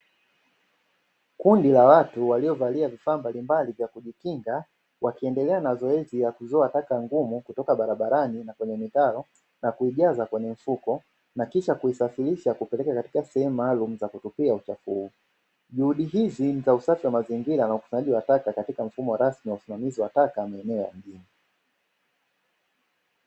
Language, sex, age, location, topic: Swahili, male, 25-35, Dar es Salaam, government